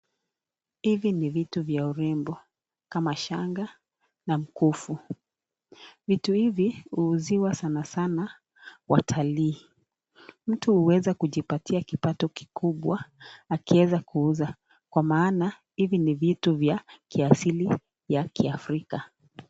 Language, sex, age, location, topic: Swahili, female, 36-49, Nakuru, finance